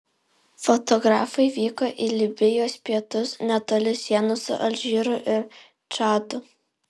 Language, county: Lithuanian, Alytus